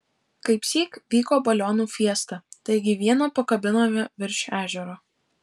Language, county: Lithuanian, Alytus